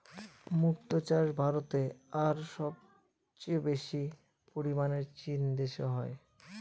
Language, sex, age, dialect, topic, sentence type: Bengali, male, 25-30, Northern/Varendri, agriculture, statement